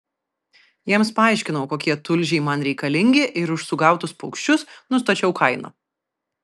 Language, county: Lithuanian, Vilnius